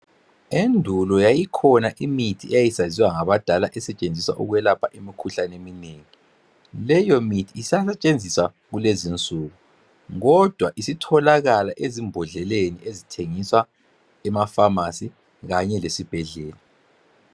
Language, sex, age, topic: North Ndebele, male, 36-49, health